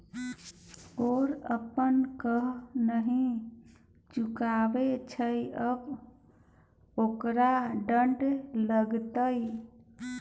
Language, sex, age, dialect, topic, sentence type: Maithili, male, 31-35, Bajjika, banking, statement